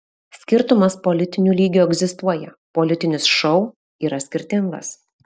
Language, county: Lithuanian, Alytus